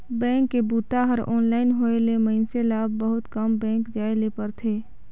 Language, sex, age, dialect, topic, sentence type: Chhattisgarhi, female, 18-24, Northern/Bhandar, banking, statement